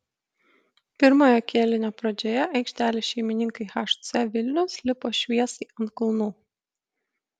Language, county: Lithuanian, Kaunas